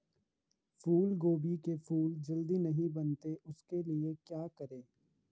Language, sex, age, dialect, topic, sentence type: Hindi, male, 51-55, Garhwali, agriculture, question